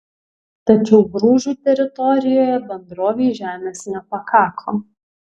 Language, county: Lithuanian, Kaunas